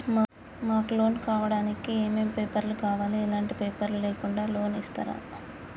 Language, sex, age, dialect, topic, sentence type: Telugu, female, 25-30, Telangana, banking, question